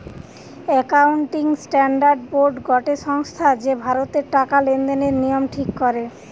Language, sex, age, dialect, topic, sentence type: Bengali, female, 25-30, Western, banking, statement